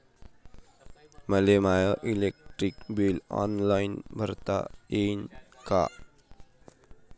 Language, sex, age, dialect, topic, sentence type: Marathi, male, 25-30, Varhadi, banking, question